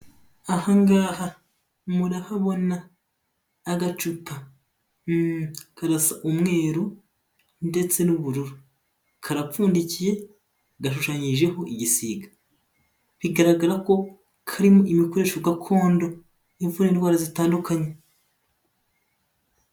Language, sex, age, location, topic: Kinyarwanda, male, 18-24, Huye, health